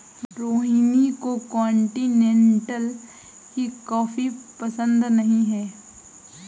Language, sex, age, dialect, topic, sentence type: Hindi, female, 18-24, Awadhi Bundeli, agriculture, statement